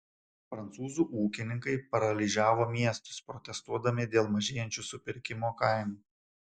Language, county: Lithuanian, Šiauliai